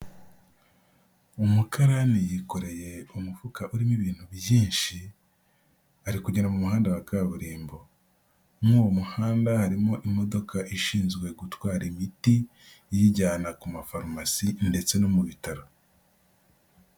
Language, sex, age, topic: Kinyarwanda, male, 18-24, government